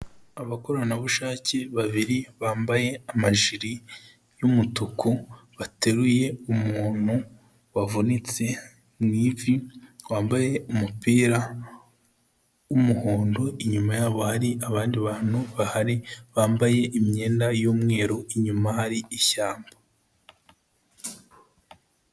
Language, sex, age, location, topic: Kinyarwanda, male, 25-35, Kigali, health